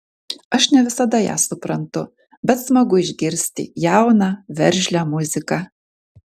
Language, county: Lithuanian, Kaunas